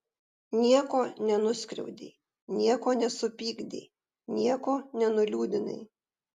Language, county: Lithuanian, Vilnius